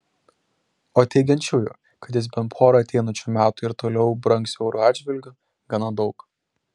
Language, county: Lithuanian, Šiauliai